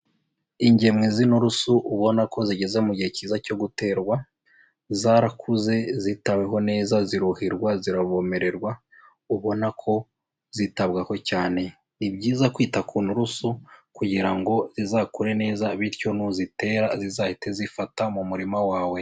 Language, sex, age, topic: Kinyarwanda, male, 25-35, agriculture